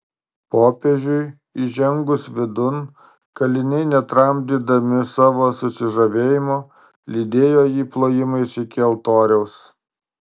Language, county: Lithuanian, Marijampolė